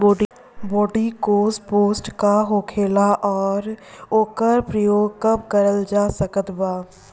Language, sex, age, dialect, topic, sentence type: Bhojpuri, female, 25-30, Southern / Standard, agriculture, question